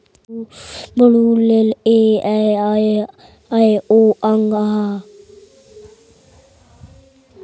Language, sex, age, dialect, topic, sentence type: Hindi, male, 25-30, Awadhi Bundeli, banking, question